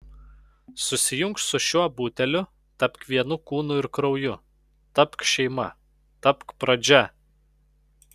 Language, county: Lithuanian, Panevėžys